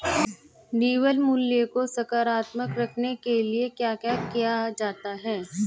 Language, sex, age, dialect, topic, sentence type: Hindi, male, 25-30, Hindustani Malvi Khadi Boli, banking, statement